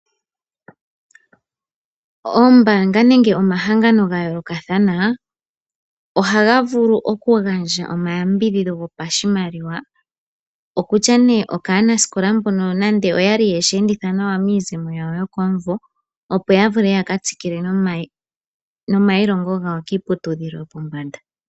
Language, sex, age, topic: Oshiwambo, female, 18-24, finance